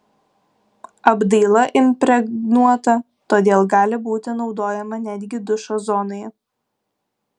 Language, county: Lithuanian, Kaunas